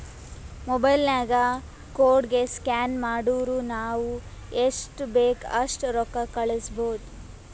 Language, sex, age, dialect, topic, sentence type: Kannada, female, 18-24, Northeastern, banking, statement